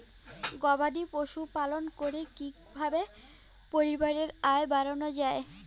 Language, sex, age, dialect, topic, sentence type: Bengali, female, 25-30, Rajbangshi, agriculture, question